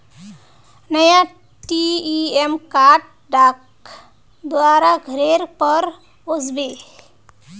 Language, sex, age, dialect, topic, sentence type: Magahi, female, 18-24, Northeastern/Surjapuri, banking, statement